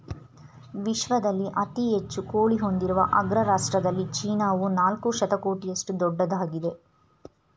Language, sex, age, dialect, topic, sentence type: Kannada, female, 25-30, Mysore Kannada, agriculture, statement